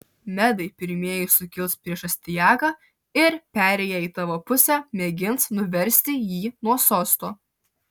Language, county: Lithuanian, Alytus